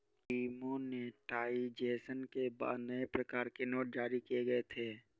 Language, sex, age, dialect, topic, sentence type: Hindi, male, 31-35, Awadhi Bundeli, banking, statement